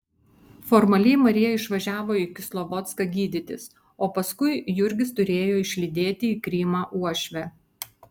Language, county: Lithuanian, Vilnius